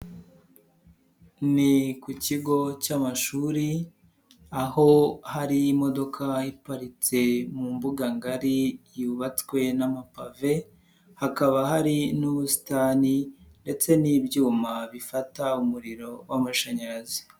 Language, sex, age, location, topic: Kinyarwanda, male, 25-35, Huye, education